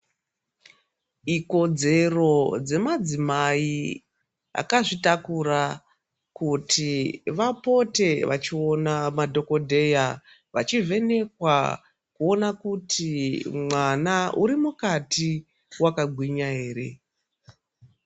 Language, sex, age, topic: Ndau, female, 36-49, health